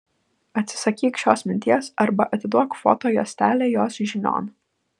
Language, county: Lithuanian, Vilnius